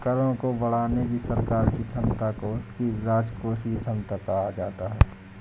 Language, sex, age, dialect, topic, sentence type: Hindi, male, 60-100, Awadhi Bundeli, banking, statement